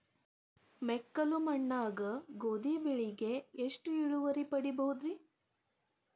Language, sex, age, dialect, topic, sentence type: Kannada, female, 18-24, Dharwad Kannada, agriculture, question